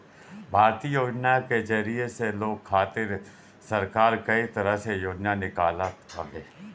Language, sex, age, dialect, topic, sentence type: Bhojpuri, male, 41-45, Northern, banking, statement